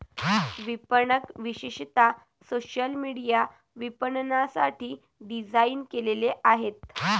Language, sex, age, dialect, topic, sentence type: Marathi, female, 18-24, Varhadi, banking, statement